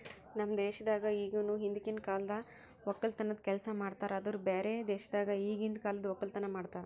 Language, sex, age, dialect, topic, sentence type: Kannada, female, 18-24, Northeastern, agriculture, statement